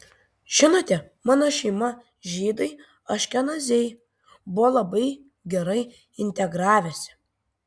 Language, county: Lithuanian, Kaunas